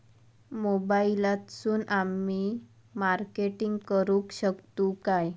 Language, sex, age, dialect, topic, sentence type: Marathi, female, 25-30, Southern Konkan, agriculture, question